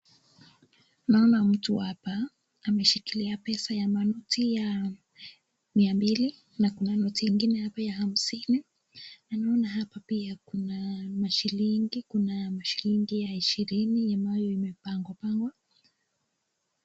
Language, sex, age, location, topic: Swahili, female, 18-24, Nakuru, finance